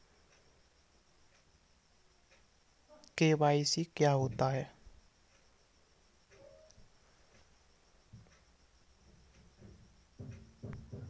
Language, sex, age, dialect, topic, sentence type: Hindi, male, 51-55, Kanauji Braj Bhasha, banking, question